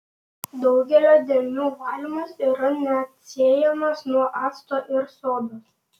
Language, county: Lithuanian, Panevėžys